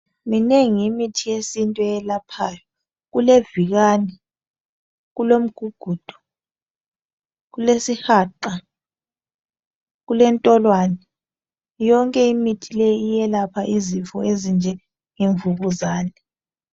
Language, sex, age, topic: North Ndebele, female, 25-35, health